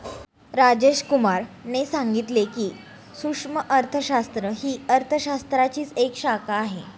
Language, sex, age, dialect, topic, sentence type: Marathi, female, 25-30, Standard Marathi, banking, statement